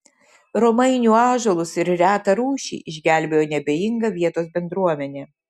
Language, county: Lithuanian, Šiauliai